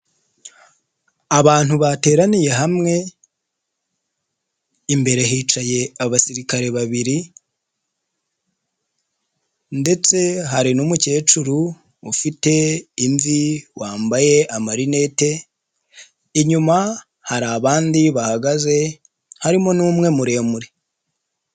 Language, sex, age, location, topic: Kinyarwanda, male, 25-35, Nyagatare, government